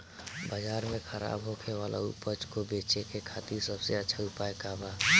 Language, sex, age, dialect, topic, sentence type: Bhojpuri, male, 18-24, Northern, agriculture, statement